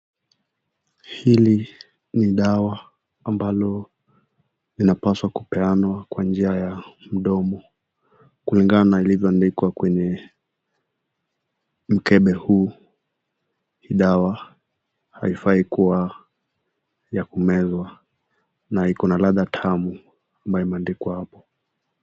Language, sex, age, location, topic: Swahili, male, 18-24, Nakuru, health